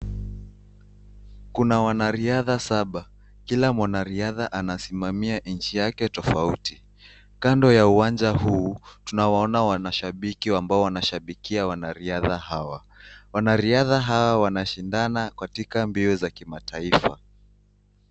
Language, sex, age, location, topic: Swahili, male, 18-24, Nakuru, government